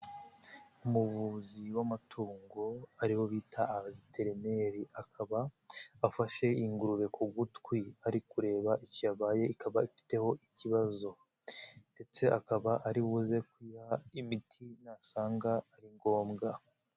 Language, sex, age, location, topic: Kinyarwanda, male, 18-24, Nyagatare, agriculture